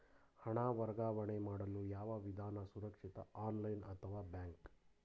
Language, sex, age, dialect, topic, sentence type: Kannada, male, 31-35, Mysore Kannada, banking, question